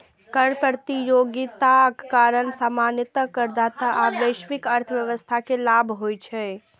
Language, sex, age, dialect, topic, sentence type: Maithili, female, 18-24, Eastern / Thethi, banking, statement